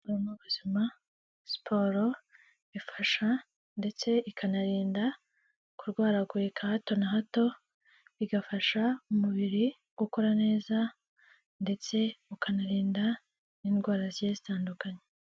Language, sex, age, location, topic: Kinyarwanda, female, 18-24, Kigali, health